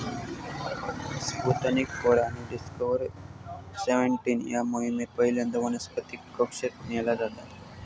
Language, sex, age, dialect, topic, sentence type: Marathi, male, 18-24, Southern Konkan, agriculture, statement